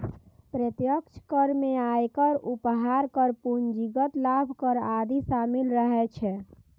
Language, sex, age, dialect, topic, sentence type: Maithili, female, 18-24, Eastern / Thethi, banking, statement